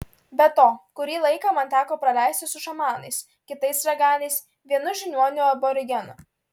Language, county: Lithuanian, Klaipėda